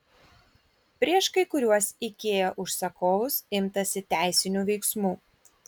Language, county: Lithuanian, Kaunas